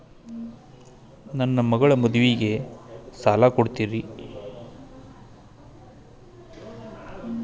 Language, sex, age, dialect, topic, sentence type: Kannada, male, 36-40, Dharwad Kannada, banking, question